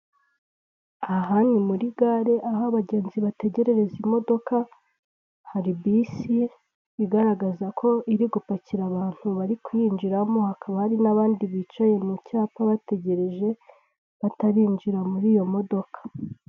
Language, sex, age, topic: Kinyarwanda, female, 25-35, government